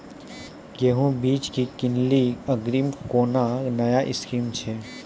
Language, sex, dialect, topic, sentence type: Maithili, male, Angika, agriculture, question